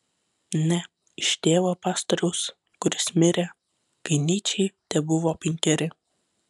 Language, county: Lithuanian, Vilnius